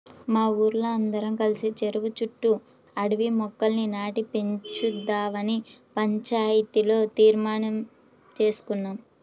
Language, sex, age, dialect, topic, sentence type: Telugu, female, 18-24, Central/Coastal, agriculture, statement